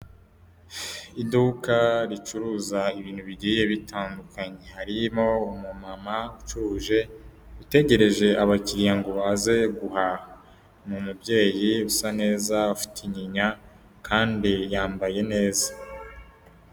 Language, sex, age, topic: Kinyarwanda, male, 18-24, finance